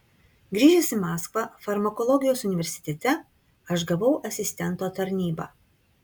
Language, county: Lithuanian, Kaunas